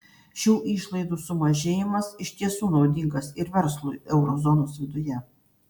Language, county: Lithuanian, Panevėžys